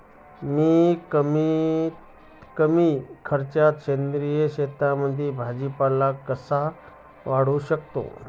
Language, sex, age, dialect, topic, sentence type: Marathi, male, 36-40, Standard Marathi, agriculture, question